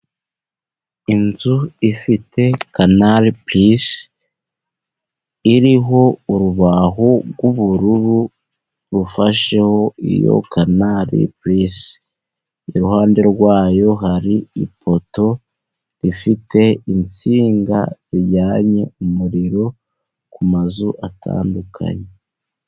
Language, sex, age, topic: Kinyarwanda, male, 18-24, government